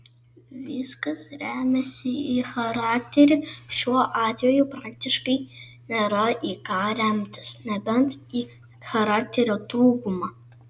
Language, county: Lithuanian, Vilnius